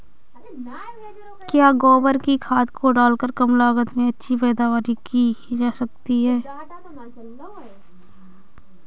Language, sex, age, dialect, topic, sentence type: Hindi, female, 25-30, Awadhi Bundeli, agriculture, question